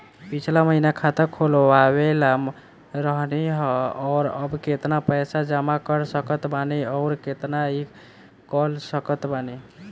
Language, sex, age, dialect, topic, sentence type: Bhojpuri, male, <18, Southern / Standard, banking, question